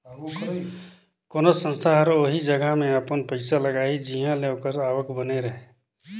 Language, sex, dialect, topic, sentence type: Chhattisgarhi, male, Northern/Bhandar, banking, statement